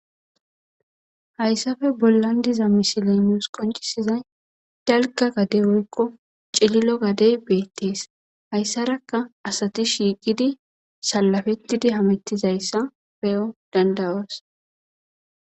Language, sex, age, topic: Gamo, female, 25-35, government